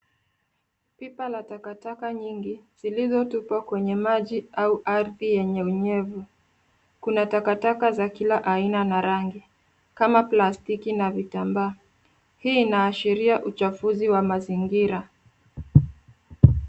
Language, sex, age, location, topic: Swahili, female, 25-35, Nairobi, government